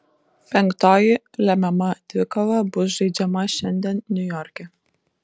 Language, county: Lithuanian, Vilnius